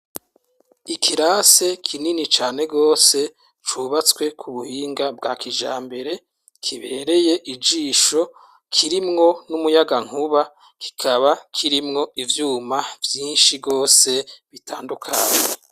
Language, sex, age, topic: Rundi, male, 36-49, education